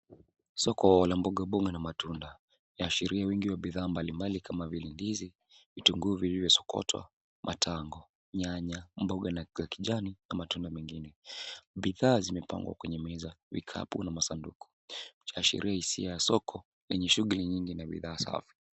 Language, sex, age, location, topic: Swahili, male, 18-24, Nairobi, finance